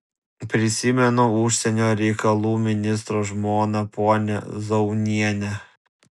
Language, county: Lithuanian, Vilnius